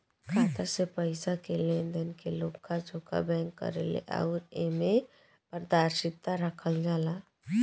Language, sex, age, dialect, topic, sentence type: Bhojpuri, female, 18-24, Southern / Standard, banking, statement